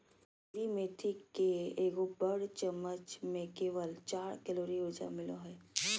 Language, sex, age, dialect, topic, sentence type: Magahi, female, 31-35, Southern, agriculture, statement